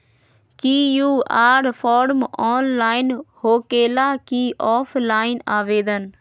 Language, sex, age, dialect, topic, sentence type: Magahi, female, 25-30, Western, banking, question